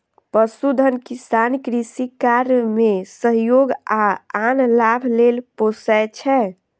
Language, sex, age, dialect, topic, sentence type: Maithili, female, 25-30, Eastern / Thethi, agriculture, statement